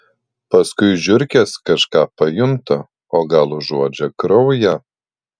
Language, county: Lithuanian, Panevėžys